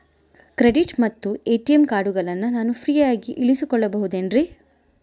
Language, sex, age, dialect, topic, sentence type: Kannada, female, 25-30, Central, banking, question